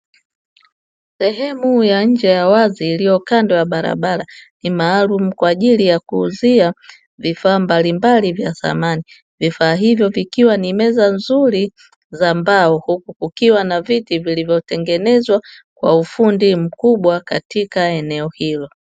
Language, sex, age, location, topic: Swahili, female, 25-35, Dar es Salaam, finance